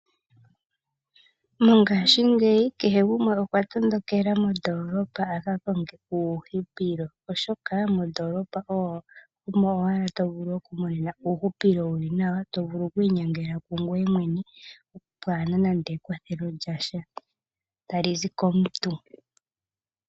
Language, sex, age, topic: Oshiwambo, female, 25-35, agriculture